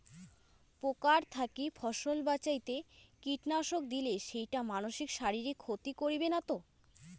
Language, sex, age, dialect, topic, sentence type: Bengali, female, 18-24, Rajbangshi, agriculture, question